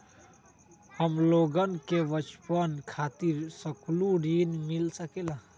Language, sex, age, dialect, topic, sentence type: Magahi, male, 18-24, Western, banking, question